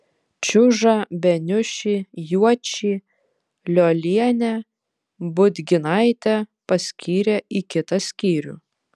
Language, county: Lithuanian, Vilnius